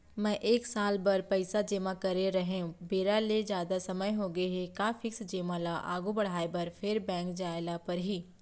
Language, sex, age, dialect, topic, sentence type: Chhattisgarhi, female, 31-35, Central, banking, question